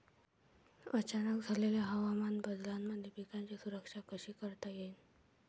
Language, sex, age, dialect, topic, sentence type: Marathi, female, 41-45, Varhadi, agriculture, question